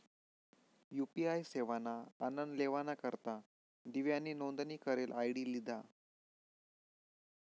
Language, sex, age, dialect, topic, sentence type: Marathi, male, 25-30, Northern Konkan, banking, statement